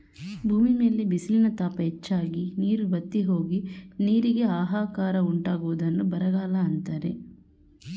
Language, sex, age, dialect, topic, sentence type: Kannada, female, 31-35, Mysore Kannada, agriculture, statement